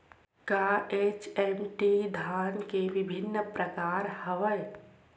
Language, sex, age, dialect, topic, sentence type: Chhattisgarhi, female, 25-30, Western/Budati/Khatahi, agriculture, question